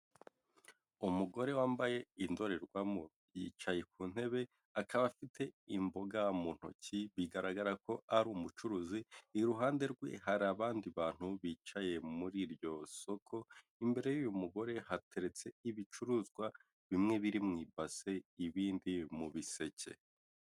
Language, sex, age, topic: Kinyarwanda, male, 18-24, finance